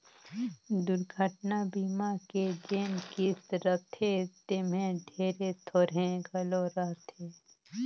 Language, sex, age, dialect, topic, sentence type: Chhattisgarhi, female, 25-30, Northern/Bhandar, banking, statement